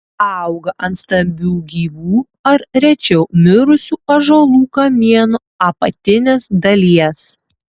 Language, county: Lithuanian, Tauragė